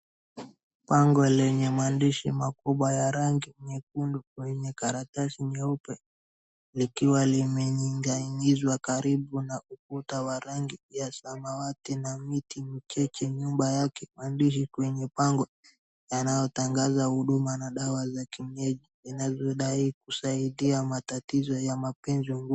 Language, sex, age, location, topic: Swahili, male, 36-49, Wajir, health